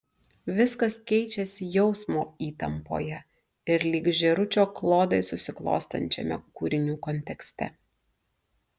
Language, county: Lithuanian, Marijampolė